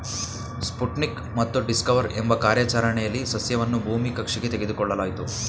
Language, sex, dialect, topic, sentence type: Kannada, male, Mysore Kannada, agriculture, statement